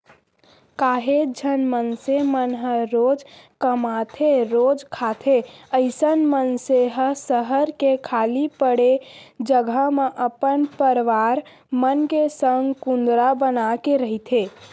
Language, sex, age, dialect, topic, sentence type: Chhattisgarhi, male, 25-30, Central, banking, statement